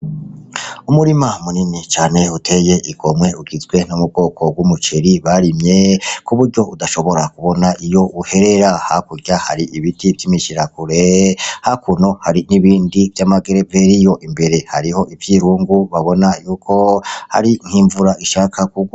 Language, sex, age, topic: Rundi, male, 36-49, agriculture